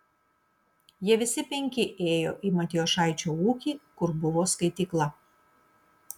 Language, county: Lithuanian, Kaunas